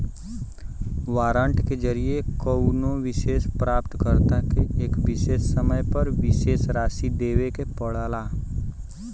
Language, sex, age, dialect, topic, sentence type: Bhojpuri, male, 18-24, Western, banking, statement